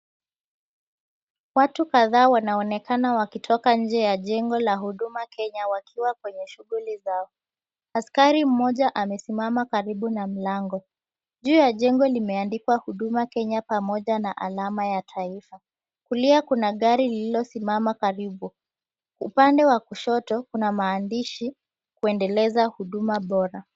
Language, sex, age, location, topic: Swahili, female, 18-24, Mombasa, government